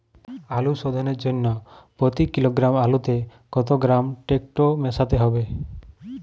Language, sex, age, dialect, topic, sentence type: Bengali, male, 25-30, Jharkhandi, agriculture, question